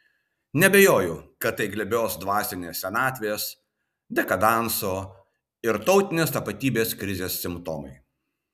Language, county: Lithuanian, Vilnius